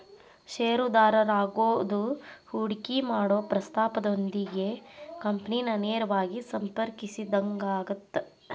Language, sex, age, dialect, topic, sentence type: Kannada, male, 41-45, Dharwad Kannada, banking, statement